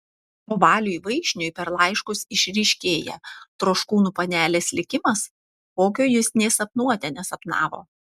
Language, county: Lithuanian, Panevėžys